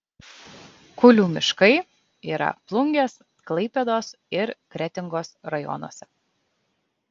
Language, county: Lithuanian, Kaunas